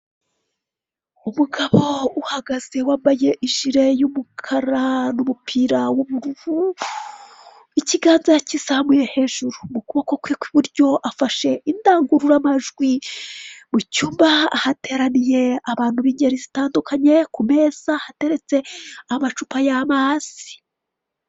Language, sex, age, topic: Kinyarwanda, female, 36-49, government